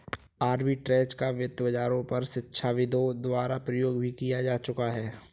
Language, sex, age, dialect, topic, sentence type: Hindi, male, 18-24, Kanauji Braj Bhasha, banking, statement